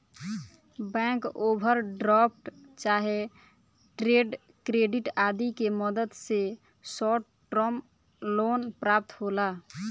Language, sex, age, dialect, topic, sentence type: Bhojpuri, female, <18, Southern / Standard, banking, statement